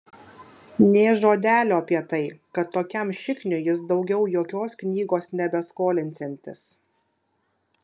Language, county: Lithuanian, Kaunas